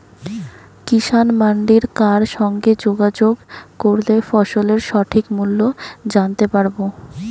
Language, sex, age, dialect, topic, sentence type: Bengali, female, 18-24, Rajbangshi, agriculture, question